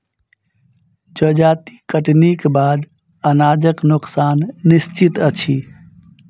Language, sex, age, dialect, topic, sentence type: Maithili, male, 31-35, Southern/Standard, agriculture, statement